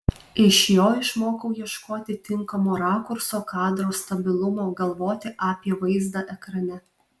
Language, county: Lithuanian, Alytus